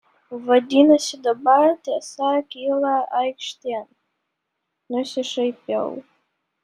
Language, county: Lithuanian, Vilnius